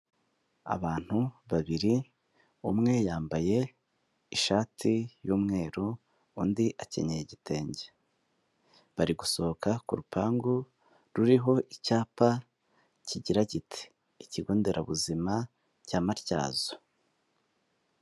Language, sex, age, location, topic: Kinyarwanda, male, 18-24, Huye, health